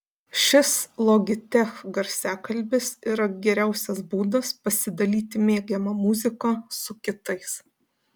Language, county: Lithuanian, Panevėžys